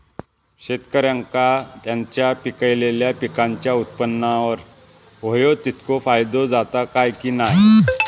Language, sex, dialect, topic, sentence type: Marathi, male, Southern Konkan, agriculture, question